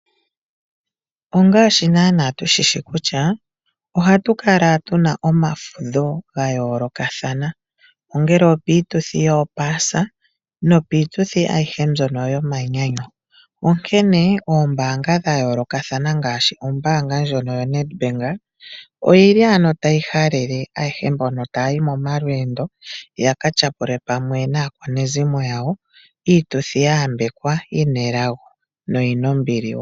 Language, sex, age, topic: Oshiwambo, female, 25-35, finance